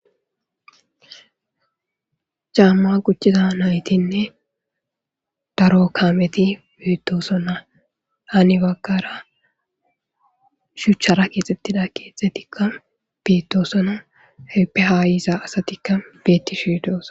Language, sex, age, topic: Gamo, female, 25-35, government